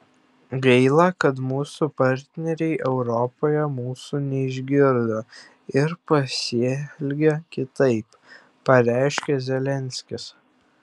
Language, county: Lithuanian, Klaipėda